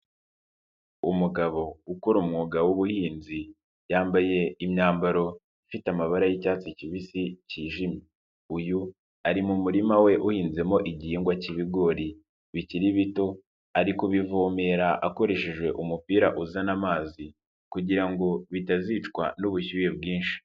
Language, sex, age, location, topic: Kinyarwanda, male, 25-35, Nyagatare, agriculture